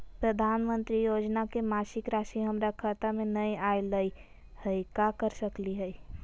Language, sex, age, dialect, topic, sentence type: Magahi, female, 18-24, Southern, banking, question